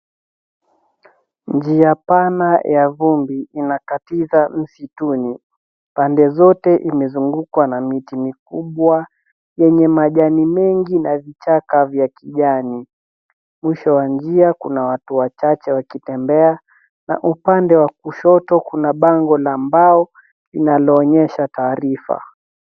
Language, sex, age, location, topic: Swahili, female, 18-24, Nairobi, government